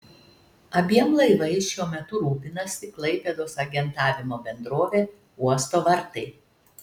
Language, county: Lithuanian, Telšiai